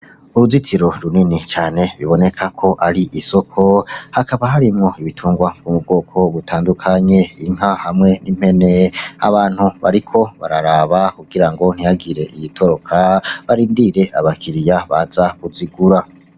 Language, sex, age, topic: Rundi, male, 36-49, agriculture